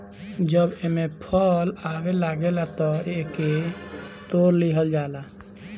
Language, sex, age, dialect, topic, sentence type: Bhojpuri, male, 18-24, Northern, agriculture, statement